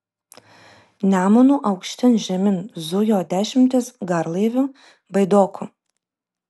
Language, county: Lithuanian, Vilnius